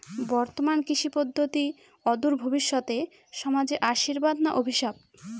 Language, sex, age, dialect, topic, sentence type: Bengali, female, 18-24, Northern/Varendri, agriculture, question